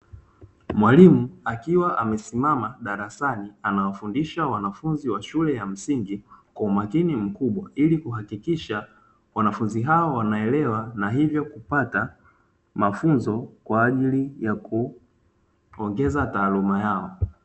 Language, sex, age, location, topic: Swahili, male, 25-35, Dar es Salaam, education